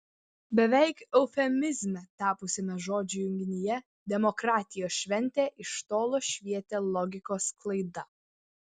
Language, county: Lithuanian, Vilnius